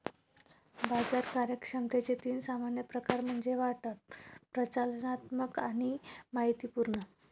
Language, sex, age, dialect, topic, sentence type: Marathi, female, 18-24, Varhadi, banking, statement